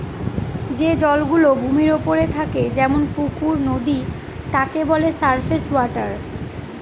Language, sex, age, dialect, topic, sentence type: Bengali, female, 25-30, Northern/Varendri, agriculture, statement